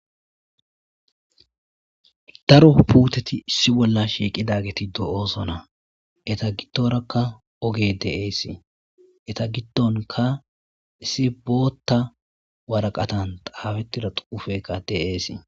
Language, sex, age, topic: Gamo, male, 25-35, agriculture